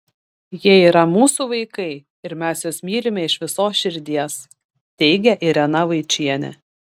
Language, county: Lithuanian, Šiauliai